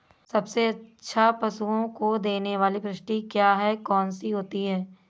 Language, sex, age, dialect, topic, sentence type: Hindi, male, 18-24, Awadhi Bundeli, agriculture, question